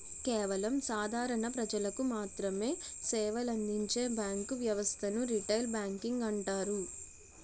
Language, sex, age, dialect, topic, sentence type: Telugu, female, 56-60, Utterandhra, banking, statement